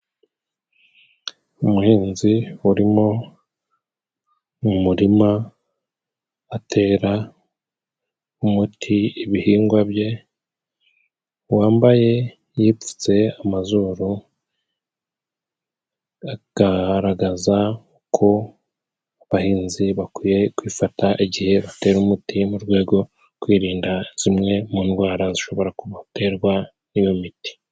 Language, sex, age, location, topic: Kinyarwanda, male, 36-49, Musanze, agriculture